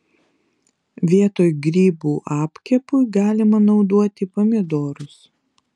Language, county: Lithuanian, Vilnius